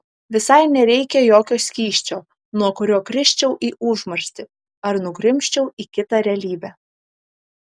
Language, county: Lithuanian, Kaunas